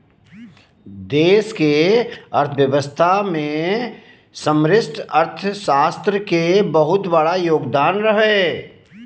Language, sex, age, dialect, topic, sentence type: Magahi, male, 36-40, Southern, banking, statement